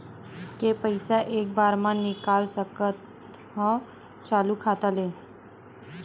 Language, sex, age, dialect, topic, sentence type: Chhattisgarhi, female, 18-24, Western/Budati/Khatahi, banking, question